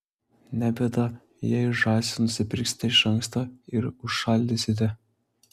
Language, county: Lithuanian, Klaipėda